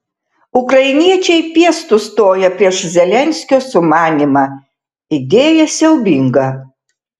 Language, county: Lithuanian, Tauragė